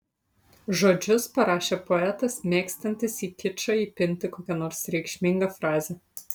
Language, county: Lithuanian, Utena